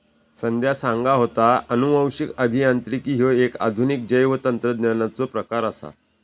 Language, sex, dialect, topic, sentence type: Marathi, male, Southern Konkan, agriculture, statement